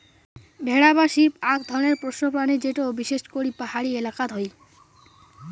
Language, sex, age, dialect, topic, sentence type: Bengali, male, 18-24, Rajbangshi, agriculture, statement